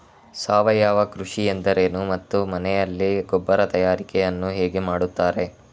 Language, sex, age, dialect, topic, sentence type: Kannada, male, 25-30, Coastal/Dakshin, agriculture, question